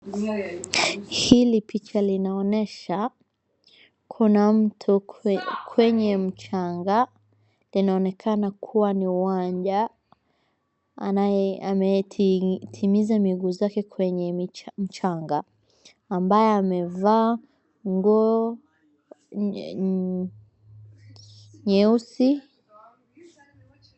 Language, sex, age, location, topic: Swahili, female, 25-35, Wajir, education